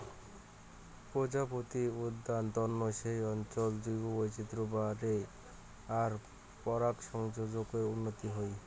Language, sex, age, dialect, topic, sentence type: Bengali, male, 18-24, Rajbangshi, agriculture, statement